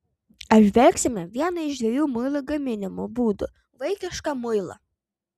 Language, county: Lithuanian, Vilnius